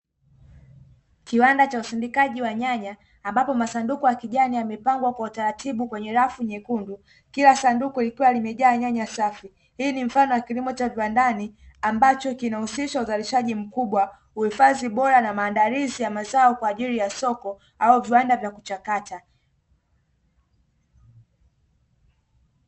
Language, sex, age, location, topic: Swahili, female, 18-24, Dar es Salaam, agriculture